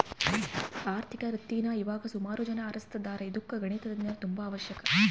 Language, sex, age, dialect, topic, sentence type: Kannada, female, 18-24, Central, banking, statement